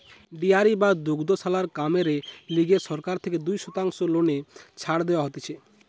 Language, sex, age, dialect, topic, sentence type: Bengali, male, 18-24, Western, agriculture, statement